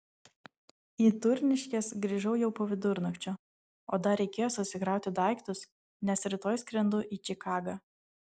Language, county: Lithuanian, Vilnius